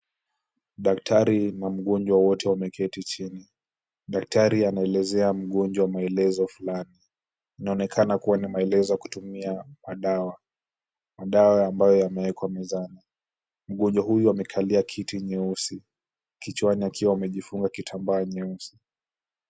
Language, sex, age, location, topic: Swahili, male, 18-24, Kisumu, health